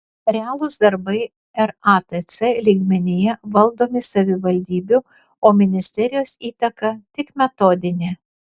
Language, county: Lithuanian, Vilnius